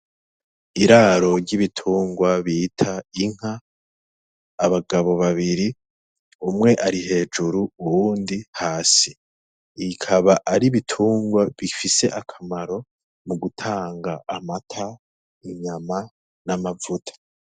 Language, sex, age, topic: Rundi, male, 18-24, agriculture